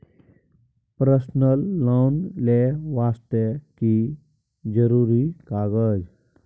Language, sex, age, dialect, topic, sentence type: Maithili, male, 18-24, Bajjika, banking, question